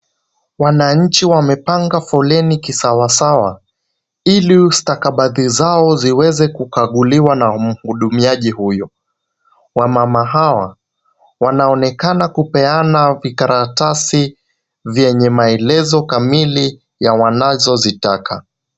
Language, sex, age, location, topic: Swahili, male, 18-24, Kisumu, government